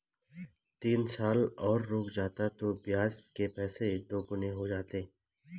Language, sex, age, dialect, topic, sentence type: Hindi, male, 36-40, Garhwali, banking, statement